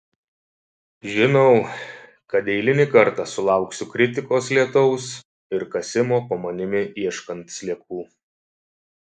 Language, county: Lithuanian, Šiauliai